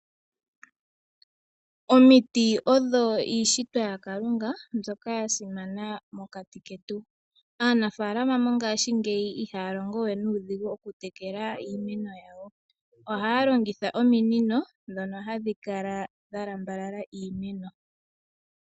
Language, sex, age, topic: Oshiwambo, female, 18-24, agriculture